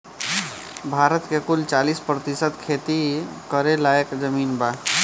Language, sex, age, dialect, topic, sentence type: Bhojpuri, male, 18-24, Southern / Standard, agriculture, statement